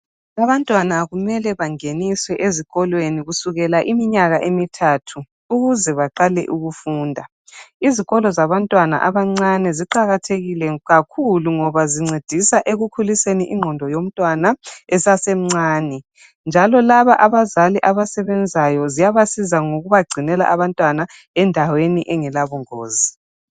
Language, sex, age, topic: North Ndebele, female, 36-49, education